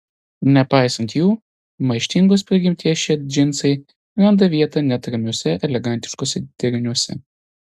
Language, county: Lithuanian, Telšiai